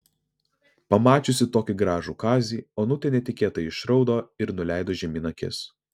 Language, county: Lithuanian, Vilnius